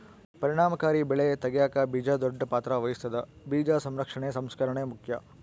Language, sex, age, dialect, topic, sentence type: Kannada, male, 46-50, Central, agriculture, statement